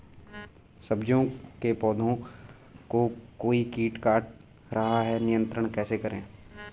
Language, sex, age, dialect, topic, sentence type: Hindi, male, 18-24, Garhwali, agriculture, question